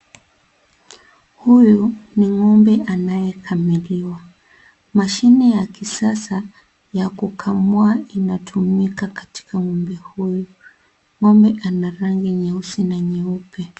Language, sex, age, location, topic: Swahili, female, 36-49, Kisii, agriculture